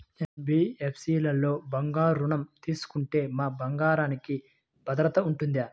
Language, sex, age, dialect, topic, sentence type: Telugu, male, 18-24, Central/Coastal, banking, question